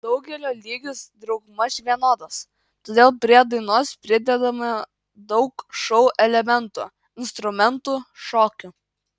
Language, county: Lithuanian, Kaunas